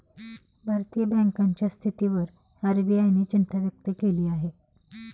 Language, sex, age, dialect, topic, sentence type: Marathi, female, 25-30, Standard Marathi, banking, statement